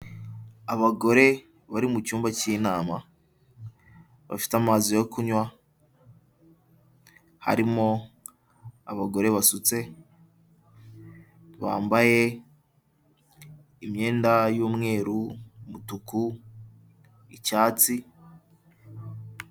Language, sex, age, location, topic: Kinyarwanda, male, 18-24, Kigali, health